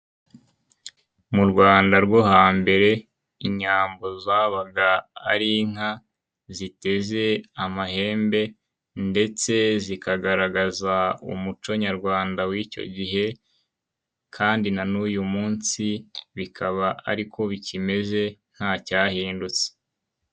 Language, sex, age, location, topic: Kinyarwanda, male, 18-24, Nyagatare, government